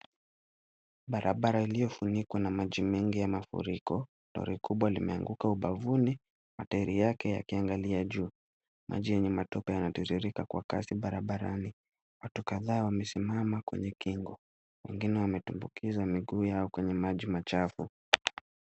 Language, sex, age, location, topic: Swahili, male, 36-49, Kisumu, health